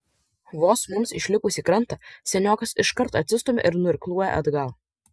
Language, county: Lithuanian, Vilnius